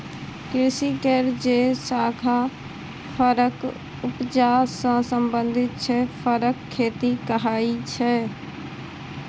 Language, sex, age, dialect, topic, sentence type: Maithili, female, 25-30, Bajjika, agriculture, statement